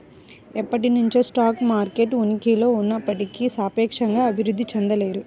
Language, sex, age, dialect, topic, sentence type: Telugu, female, 25-30, Central/Coastal, banking, statement